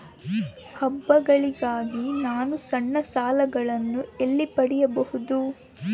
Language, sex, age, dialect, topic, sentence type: Kannada, female, 18-24, Central, banking, statement